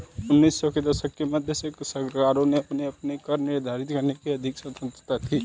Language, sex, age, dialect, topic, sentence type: Hindi, male, 18-24, Hindustani Malvi Khadi Boli, banking, statement